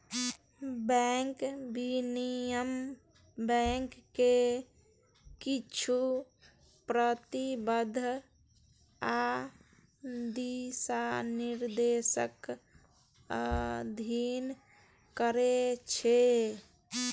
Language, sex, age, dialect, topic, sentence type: Maithili, male, 31-35, Eastern / Thethi, banking, statement